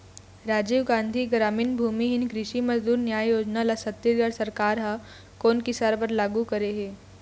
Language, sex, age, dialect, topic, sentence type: Chhattisgarhi, female, 18-24, Eastern, agriculture, statement